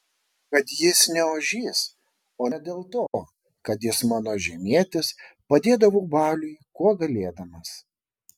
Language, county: Lithuanian, Šiauliai